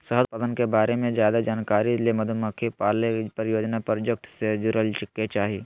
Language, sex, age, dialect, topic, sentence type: Magahi, male, 25-30, Southern, agriculture, statement